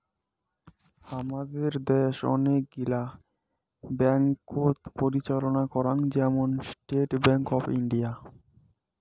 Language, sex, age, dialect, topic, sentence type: Bengali, male, 18-24, Rajbangshi, banking, statement